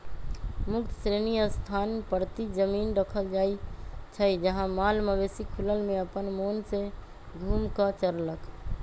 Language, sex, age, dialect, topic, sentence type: Magahi, female, 31-35, Western, agriculture, statement